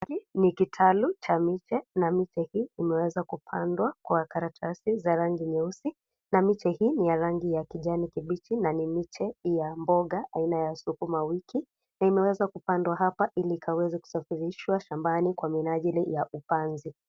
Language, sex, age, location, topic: Swahili, female, 25-35, Kisii, agriculture